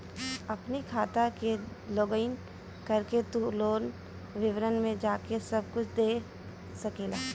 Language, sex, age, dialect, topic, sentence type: Bhojpuri, female, 18-24, Northern, banking, statement